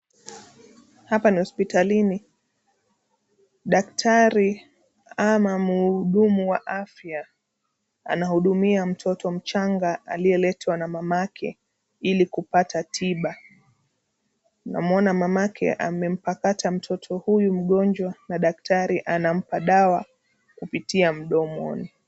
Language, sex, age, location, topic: Swahili, female, 25-35, Nairobi, health